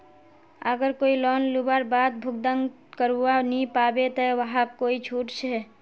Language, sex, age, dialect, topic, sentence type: Magahi, female, 18-24, Northeastern/Surjapuri, banking, question